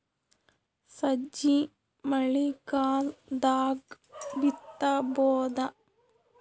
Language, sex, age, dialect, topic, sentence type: Kannada, female, 31-35, Northeastern, agriculture, question